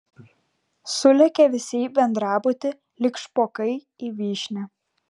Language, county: Lithuanian, Klaipėda